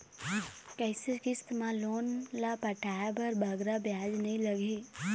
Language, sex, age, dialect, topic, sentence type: Chhattisgarhi, female, 18-24, Eastern, banking, question